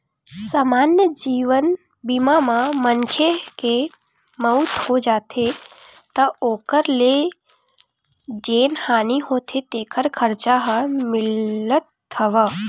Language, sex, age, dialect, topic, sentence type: Chhattisgarhi, female, 31-35, Western/Budati/Khatahi, banking, statement